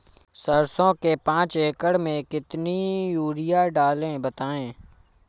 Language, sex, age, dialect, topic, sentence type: Hindi, male, 36-40, Awadhi Bundeli, agriculture, question